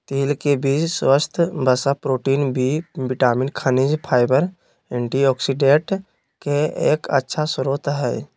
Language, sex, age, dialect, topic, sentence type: Magahi, male, 60-100, Western, agriculture, statement